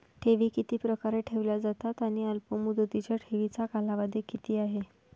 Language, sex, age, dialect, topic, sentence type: Marathi, female, 25-30, Northern Konkan, banking, question